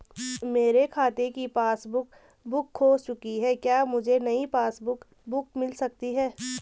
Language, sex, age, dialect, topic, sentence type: Hindi, female, 18-24, Garhwali, banking, question